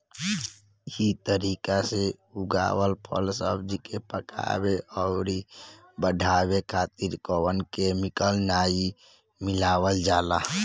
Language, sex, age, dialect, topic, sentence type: Bhojpuri, male, <18, Northern, agriculture, statement